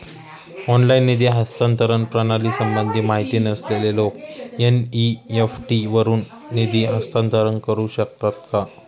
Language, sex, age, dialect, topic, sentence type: Marathi, male, 18-24, Standard Marathi, banking, question